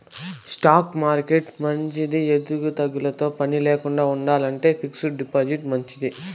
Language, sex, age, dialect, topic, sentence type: Telugu, male, 18-24, Southern, banking, statement